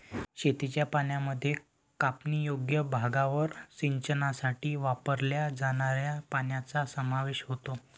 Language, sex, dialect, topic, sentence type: Marathi, male, Varhadi, agriculture, statement